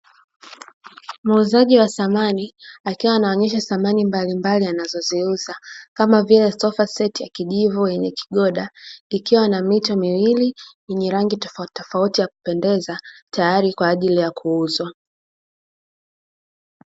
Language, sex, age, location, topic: Swahili, female, 18-24, Dar es Salaam, finance